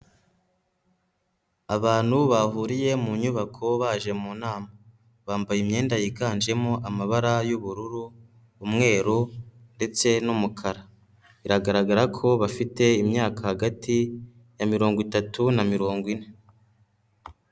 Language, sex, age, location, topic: Kinyarwanda, male, 18-24, Nyagatare, government